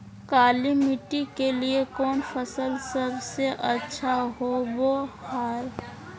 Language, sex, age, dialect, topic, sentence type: Magahi, female, 31-35, Southern, agriculture, question